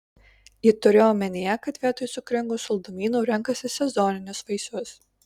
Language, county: Lithuanian, Kaunas